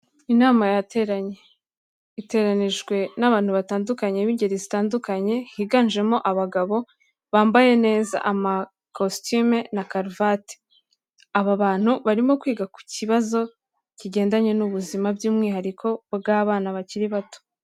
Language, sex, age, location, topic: Kinyarwanda, female, 18-24, Kigali, health